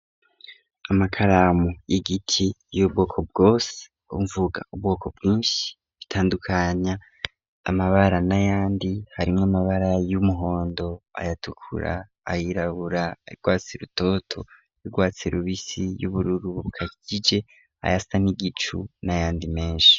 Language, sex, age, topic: Rundi, male, 18-24, education